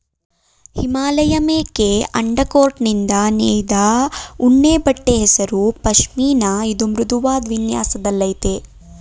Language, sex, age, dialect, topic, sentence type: Kannada, female, 25-30, Mysore Kannada, agriculture, statement